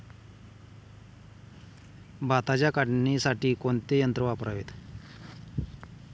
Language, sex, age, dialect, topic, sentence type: Marathi, male, 18-24, Standard Marathi, agriculture, question